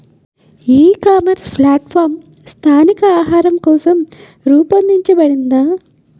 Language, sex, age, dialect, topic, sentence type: Telugu, female, 18-24, Utterandhra, agriculture, question